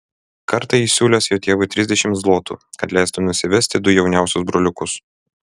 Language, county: Lithuanian, Vilnius